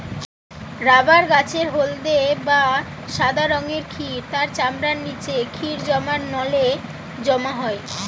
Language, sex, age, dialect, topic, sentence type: Bengali, female, 18-24, Western, agriculture, statement